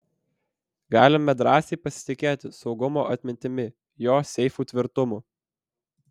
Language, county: Lithuanian, Vilnius